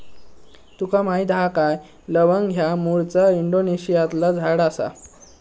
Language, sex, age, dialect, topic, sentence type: Marathi, male, 18-24, Southern Konkan, agriculture, statement